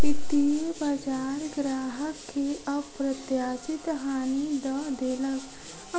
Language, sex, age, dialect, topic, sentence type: Maithili, female, 36-40, Southern/Standard, banking, statement